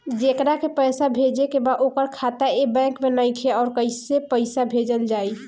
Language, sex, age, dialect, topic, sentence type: Bhojpuri, female, 18-24, Southern / Standard, banking, question